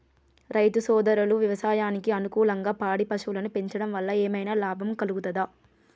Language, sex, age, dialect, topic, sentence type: Telugu, female, 25-30, Telangana, agriculture, question